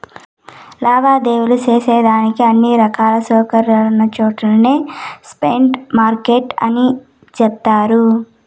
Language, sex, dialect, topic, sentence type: Telugu, female, Southern, banking, statement